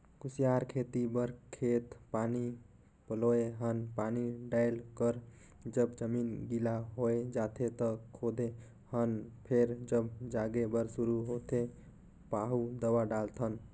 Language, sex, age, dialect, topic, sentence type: Chhattisgarhi, male, 25-30, Northern/Bhandar, banking, statement